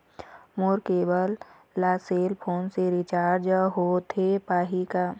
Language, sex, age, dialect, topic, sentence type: Chhattisgarhi, female, 25-30, Eastern, banking, question